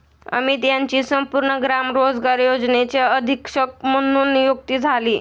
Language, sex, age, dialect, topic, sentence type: Marathi, male, 18-24, Standard Marathi, banking, statement